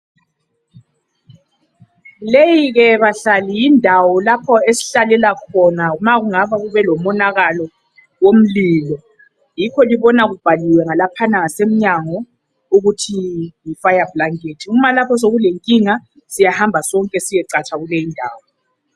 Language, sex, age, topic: North Ndebele, female, 36-49, education